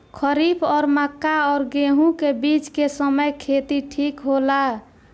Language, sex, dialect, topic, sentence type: Bhojpuri, female, Southern / Standard, agriculture, question